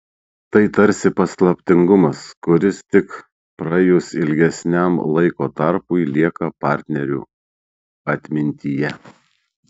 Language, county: Lithuanian, Šiauliai